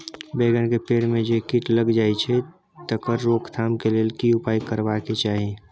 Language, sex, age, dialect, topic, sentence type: Maithili, male, 18-24, Bajjika, agriculture, question